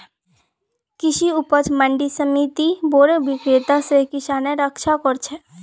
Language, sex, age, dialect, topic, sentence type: Magahi, female, 18-24, Northeastern/Surjapuri, agriculture, statement